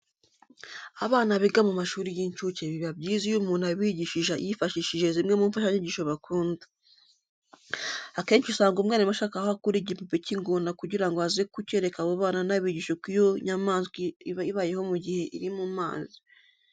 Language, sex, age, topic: Kinyarwanda, female, 25-35, education